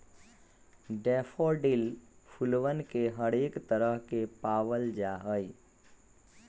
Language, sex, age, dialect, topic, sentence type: Magahi, male, 41-45, Western, agriculture, statement